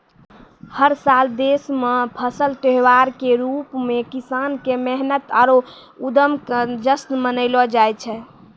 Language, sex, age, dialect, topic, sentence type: Maithili, female, 18-24, Angika, agriculture, statement